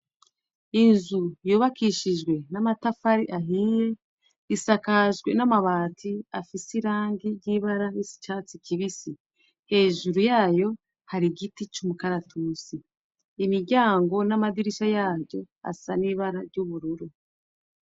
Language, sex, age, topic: Rundi, female, 36-49, education